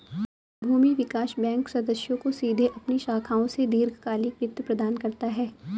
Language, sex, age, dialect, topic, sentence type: Hindi, female, 18-24, Awadhi Bundeli, banking, statement